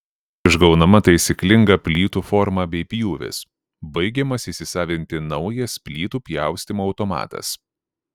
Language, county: Lithuanian, Šiauliai